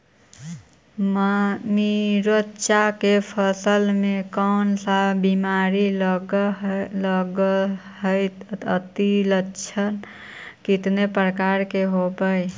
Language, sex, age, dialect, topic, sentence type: Magahi, female, 25-30, Central/Standard, agriculture, question